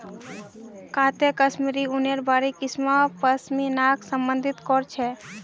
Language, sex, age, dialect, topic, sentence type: Magahi, female, 18-24, Northeastern/Surjapuri, agriculture, statement